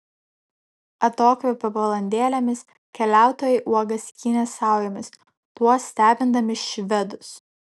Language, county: Lithuanian, Vilnius